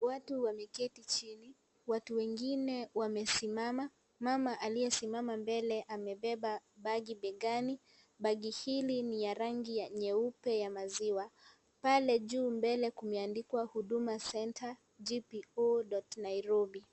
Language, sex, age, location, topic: Swahili, female, 18-24, Kisii, government